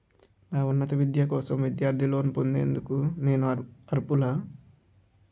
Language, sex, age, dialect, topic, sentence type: Telugu, male, 46-50, Utterandhra, banking, statement